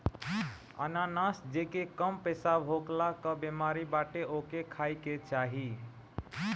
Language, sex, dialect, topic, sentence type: Bhojpuri, male, Northern, agriculture, statement